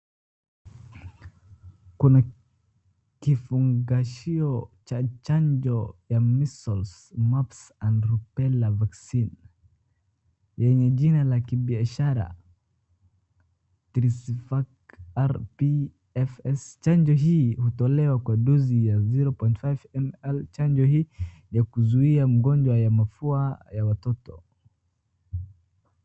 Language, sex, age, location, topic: Swahili, male, 36-49, Wajir, health